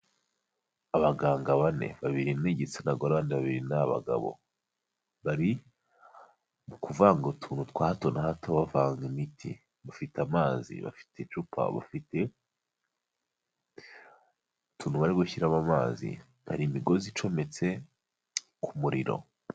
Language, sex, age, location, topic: Kinyarwanda, male, 25-35, Huye, health